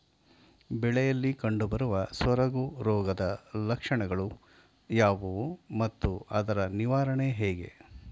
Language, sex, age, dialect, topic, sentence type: Kannada, male, 51-55, Mysore Kannada, agriculture, question